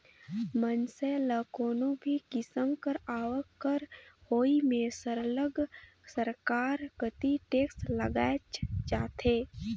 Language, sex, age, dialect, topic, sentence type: Chhattisgarhi, female, 18-24, Northern/Bhandar, banking, statement